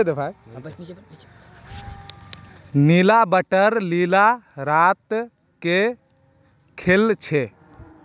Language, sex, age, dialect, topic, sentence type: Magahi, male, 18-24, Northeastern/Surjapuri, agriculture, statement